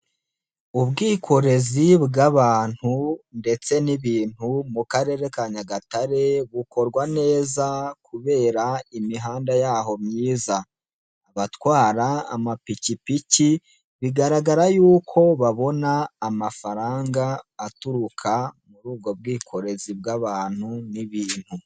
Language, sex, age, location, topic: Kinyarwanda, male, 18-24, Nyagatare, finance